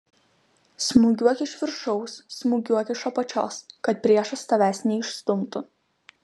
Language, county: Lithuanian, Kaunas